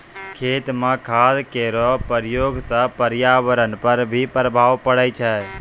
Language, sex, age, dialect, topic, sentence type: Maithili, male, 18-24, Angika, agriculture, statement